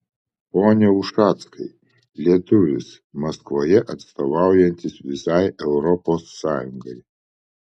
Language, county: Lithuanian, Vilnius